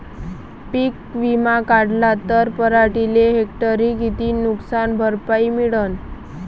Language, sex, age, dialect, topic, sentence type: Marathi, male, 31-35, Varhadi, agriculture, question